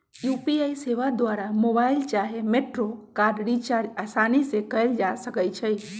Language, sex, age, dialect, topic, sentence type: Magahi, male, 18-24, Western, banking, statement